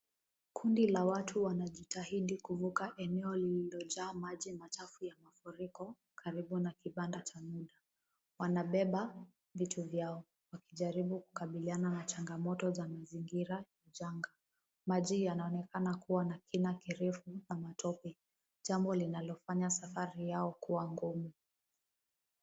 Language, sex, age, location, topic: Swahili, female, 18-24, Kisumu, health